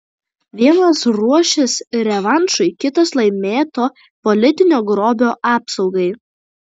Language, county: Lithuanian, Kaunas